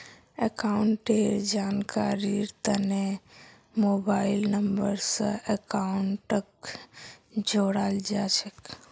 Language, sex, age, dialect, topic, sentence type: Magahi, female, 51-55, Northeastern/Surjapuri, banking, statement